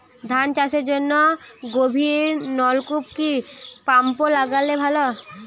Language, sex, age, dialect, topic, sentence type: Bengali, female, 18-24, Western, agriculture, question